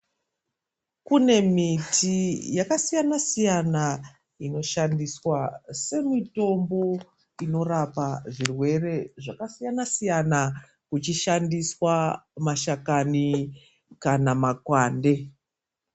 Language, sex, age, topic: Ndau, female, 25-35, health